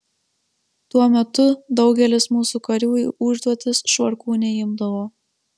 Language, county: Lithuanian, Marijampolė